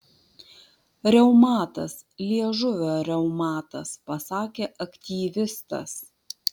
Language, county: Lithuanian, Vilnius